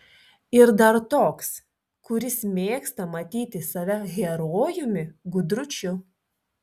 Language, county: Lithuanian, Telšiai